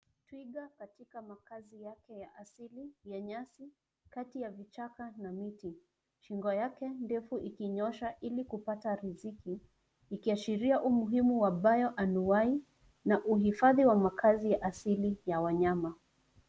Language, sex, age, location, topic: Swahili, female, 25-35, Nairobi, government